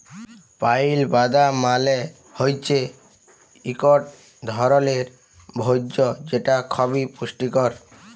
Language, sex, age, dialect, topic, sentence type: Bengali, male, 18-24, Jharkhandi, agriculture, statement